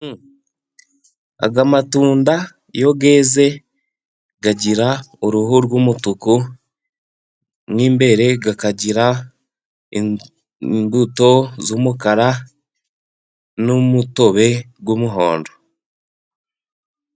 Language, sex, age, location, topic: Kinyarwanda, male, 18-24, Musanze, agriculture